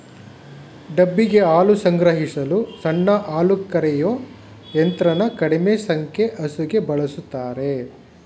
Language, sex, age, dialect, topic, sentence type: Kannada, male, 36-40, Mysore Kannada, agriculture, statement